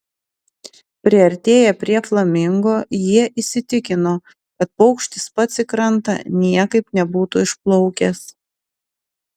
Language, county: Lithuanian, Klaipėda